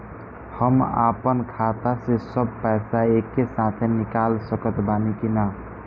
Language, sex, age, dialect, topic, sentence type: Bhojpuri, male, <18, Southern / Standard, banking, question